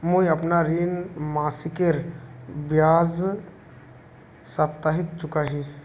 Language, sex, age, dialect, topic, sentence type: Magahi, male, 25-30, Northeastern/Surjapuri, banking, statement